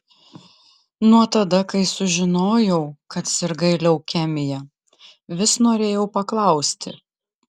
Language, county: Lithuanian, Klaipėda